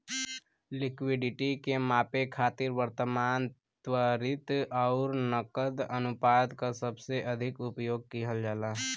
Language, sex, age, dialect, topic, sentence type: Bhojpuri, male, 18-24, Western, banking, statement